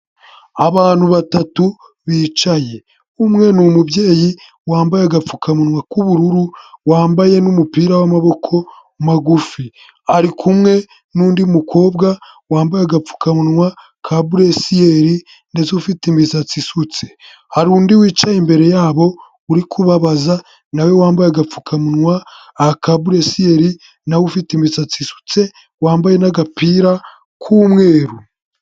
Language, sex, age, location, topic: Kinyarwanda, male, 18-24, Huye, health